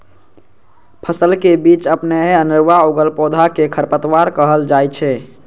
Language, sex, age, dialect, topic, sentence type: Maithili, male, 18-24, Eastern / Thethi, agriculture, statement